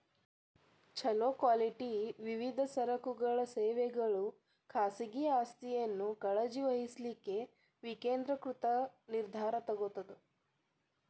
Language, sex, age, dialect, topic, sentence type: Kannada, female, 18-24, Dharwad Kannada, banking, statement